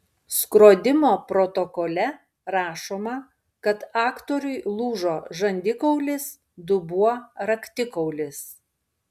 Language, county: Lithuanian, Panevėžys